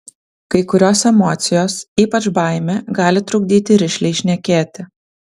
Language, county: Lithuanian, Vilnius